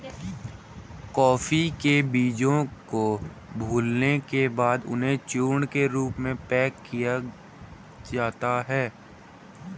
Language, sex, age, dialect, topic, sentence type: Hindi, female, 31-35, Hindustani Malvi Khadi Boli, agriculture, statement